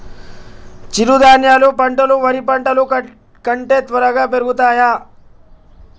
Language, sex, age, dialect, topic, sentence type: Telugu, male, 25-30, Telangana, agriculture, question